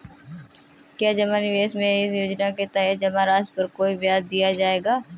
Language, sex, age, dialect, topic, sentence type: Hindi, female, 18-24, Marwari Dhudhari, banking, question